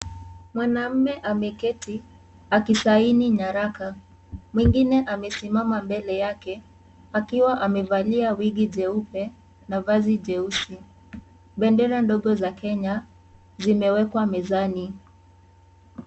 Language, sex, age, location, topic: Swahili, female, 18-24, Kisii, government